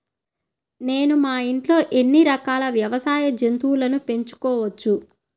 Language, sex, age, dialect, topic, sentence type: Telugu, female, 18-24, Central/Coastal, agriculture, question